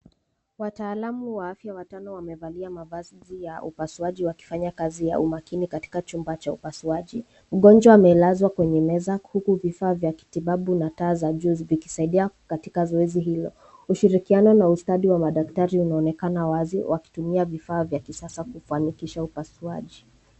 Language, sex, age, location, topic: Swahili, female, 18-24, Nairobi, health